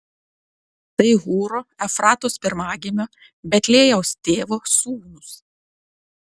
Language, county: Lithuanian, Klaipėda